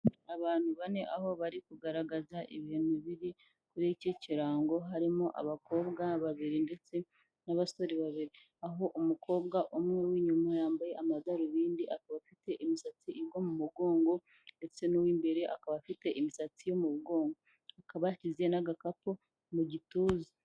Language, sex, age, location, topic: Kinyarwanda, female, 18-24, Kigali, health